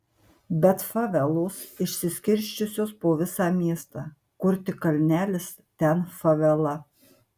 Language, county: Lithuanian, Marijampolė